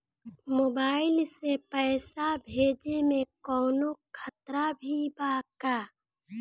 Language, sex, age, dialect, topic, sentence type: Bhojpuri, female, 18-24, Southern / Standard, banking, question